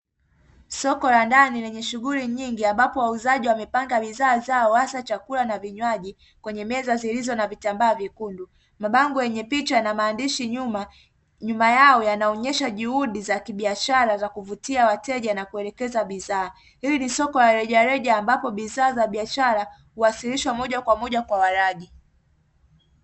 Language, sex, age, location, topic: Swahili, female, 18-24, Dar es Salaam, finance